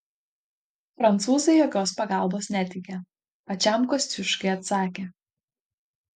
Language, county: Lithuanian, Panevėžys